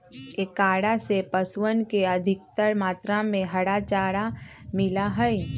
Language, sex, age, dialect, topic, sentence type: Magahi, female, 25-30, Western, agriculture, statement